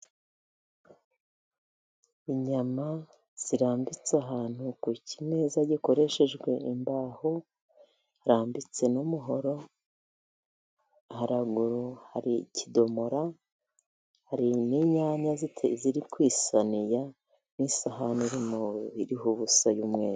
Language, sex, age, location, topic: Kinyarwanda, female, 50+, Musanze, agriculture